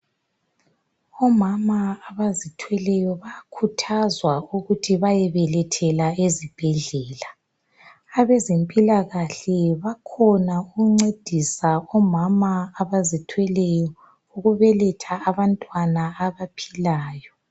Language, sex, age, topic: North Ndebele, female, 36-49, health